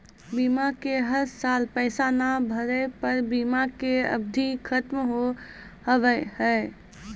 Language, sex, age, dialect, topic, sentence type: Maithili, female, 18-24, Angika, banking, question